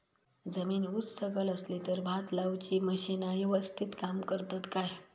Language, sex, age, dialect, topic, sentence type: Marathi, female, 31-35, Southern Konkan, agriculture, question